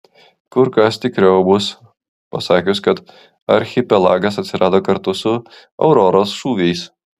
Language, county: Lithuanian, Klaipėda